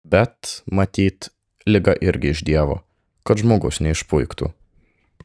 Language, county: Lithuanian, Klaipėda